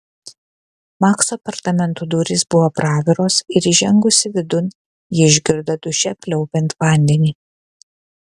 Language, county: Lithuanian, Kaunas